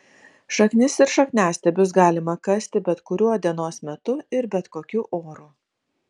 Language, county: Lithuanian, Vilnius